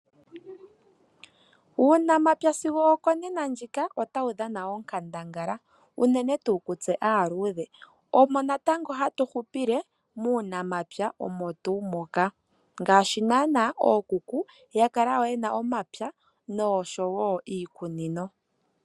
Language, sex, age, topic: Oshiwambo, female, 25-35, agriculture